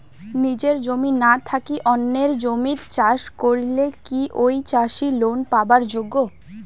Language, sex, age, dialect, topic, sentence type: Bengali, female, <18, Rajbangshi, agriculture, question